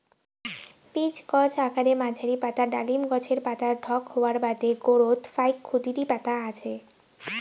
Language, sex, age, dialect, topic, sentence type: Bengali, female, 18-24, Rajbangshi, agriculture, statement